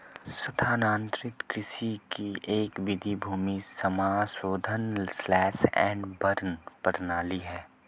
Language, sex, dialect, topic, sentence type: Hindi, male, Marwari Dhudhari, agriculture, statement